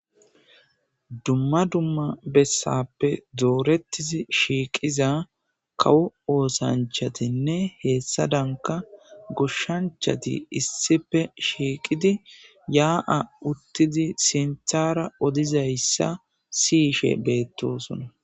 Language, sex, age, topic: Gamo, male, 18-24, government